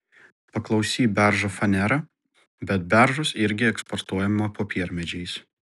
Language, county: Lithuanian, Vilnius